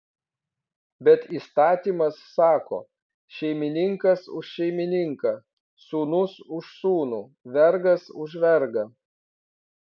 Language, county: Lithuanian, Vilnius